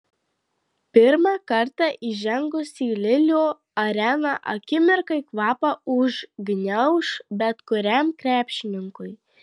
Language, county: Lithuanian, Marijampolė